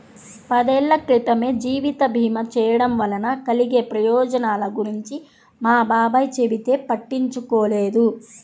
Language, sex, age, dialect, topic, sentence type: Telugu, female, 31-35, Central/Coastal, banking, statement